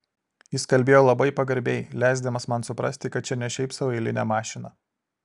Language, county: Lithuanian, Alytus